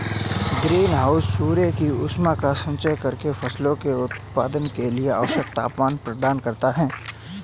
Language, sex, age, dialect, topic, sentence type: Hindi, male, 18-24, Marwari Dhudhari, agriculture, statement